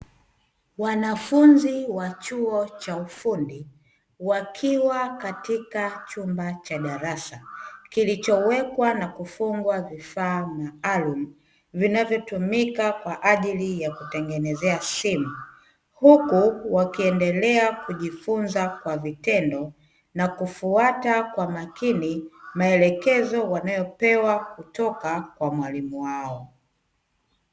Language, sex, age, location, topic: Swahili, female, 25-35, Dar es Salaam, education